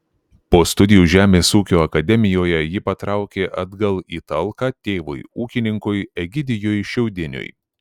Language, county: Lithuanian, Šiauliai